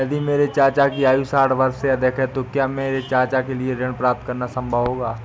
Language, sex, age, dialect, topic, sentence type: Hindi, female, 18-24, Awadhi Bundeli, banking, statement